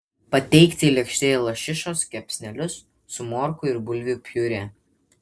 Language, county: Lithuanian, Vilnius